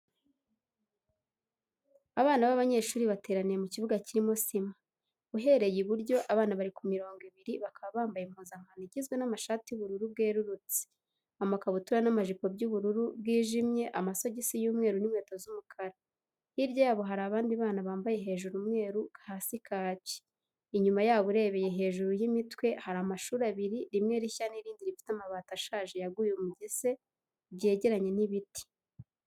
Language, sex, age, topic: Kinyarwanda, female, 18-24, education